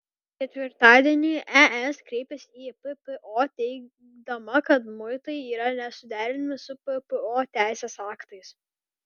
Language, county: Lithuanian, Kaunas